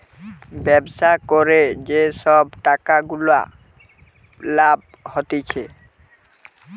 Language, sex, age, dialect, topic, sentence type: Bengali, male, 18-24, Western, banking, statement